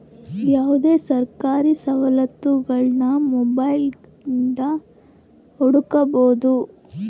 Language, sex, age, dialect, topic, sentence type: Kannada, female, 18-24, Central, banking, statement